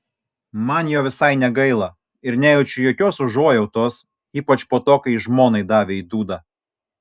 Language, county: Lithuanian, Kaunas